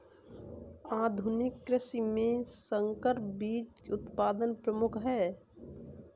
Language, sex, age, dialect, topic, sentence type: Hindi, female, 25-30, Kanauji Braj Bhasha, agriculture, statement